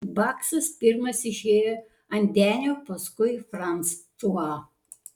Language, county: Lithuanian, Panevėžys